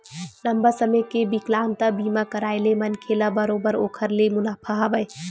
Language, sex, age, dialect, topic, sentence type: Chhattisgarhi, female, 18-24, Western/Budati/Khatahi, banking, statement